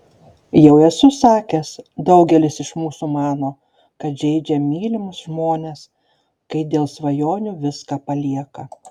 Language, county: Lithuanian, Šiauliai